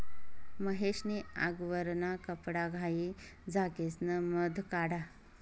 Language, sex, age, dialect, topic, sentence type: Marathi, male, 18-24, Northern Konkan, agriculture, statement